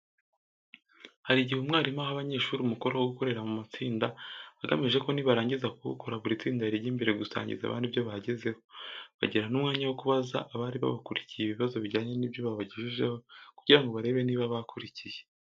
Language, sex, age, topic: Kinyarwanda, male, 18-24, education